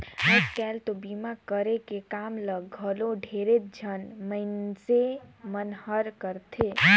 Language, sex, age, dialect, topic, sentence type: Chhattisgarhi, female, 18-24, Northern/Bhandar, banking, statement